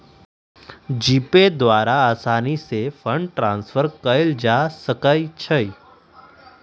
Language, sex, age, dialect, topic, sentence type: Magahi, male, 25-30, Western, banking, statement